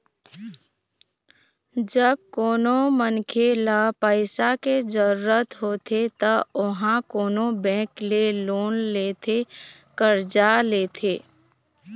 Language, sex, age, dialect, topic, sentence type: Chhattisgarhi, female, 25-30, Eastern, banking, statement